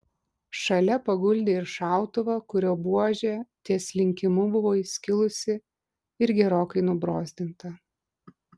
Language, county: Lithuanian, Klaipėda